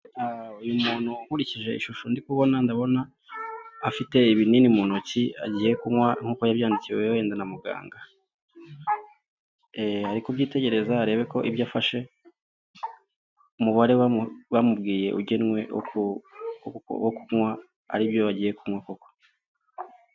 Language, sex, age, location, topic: Kinyarwanda, male, 25-35, Huye, health